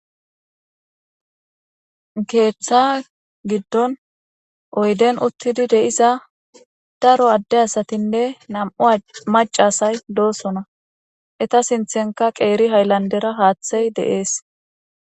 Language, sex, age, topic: Gamo, female, 25-35, government